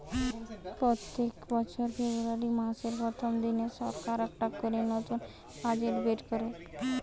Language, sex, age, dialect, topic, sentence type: Bengali, female, 18-24, Western, banking, statement